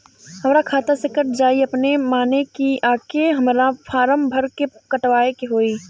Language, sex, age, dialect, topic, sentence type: Bhojpuri, female, 25-30, Southern / Standard, banking, question